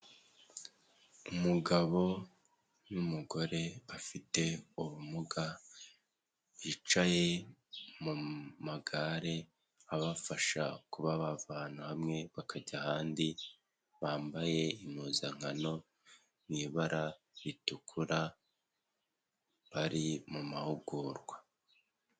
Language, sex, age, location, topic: Kinyarwanda, male, 18-24, Nyagatare, health